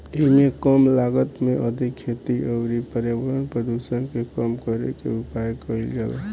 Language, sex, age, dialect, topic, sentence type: Bhojpuri, male, 18-24, Southern / Standard, agriculture, statement